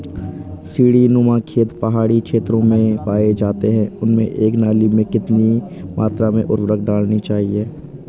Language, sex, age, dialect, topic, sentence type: Hindi, male, 18-24, Garhwali, agriculture, question